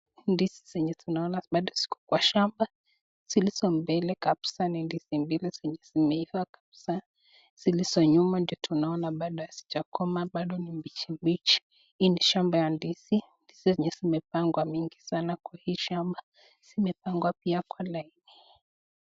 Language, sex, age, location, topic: Swahili, female, 25-35, Nakuru, agriculture